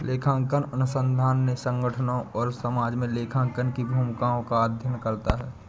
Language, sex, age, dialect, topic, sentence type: Hindi, male, 60-100, Awadhi Bundeli, banking, statement